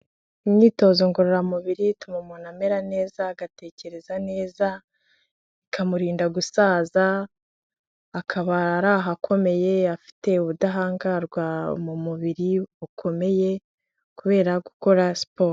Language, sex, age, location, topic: Kinyarwanda, female, 25-35, Kigali, health